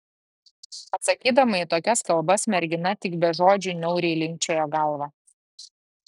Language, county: Lithuanian, Klaipėda